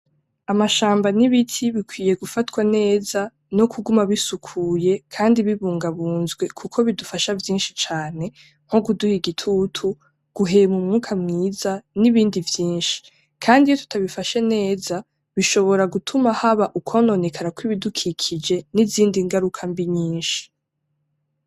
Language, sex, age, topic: Rundi, female, 18-24, agriculture